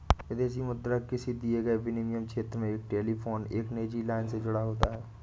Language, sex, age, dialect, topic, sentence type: Hindi, male, 25-30, Awadhi Bundeli, banking, statement